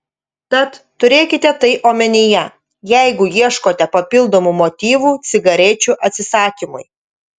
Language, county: Lithuanian, Utena